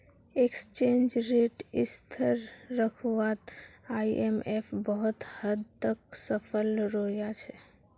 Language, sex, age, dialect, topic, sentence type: Magahi, female, 51-55, Northeastern/Surjapuri, banking, statement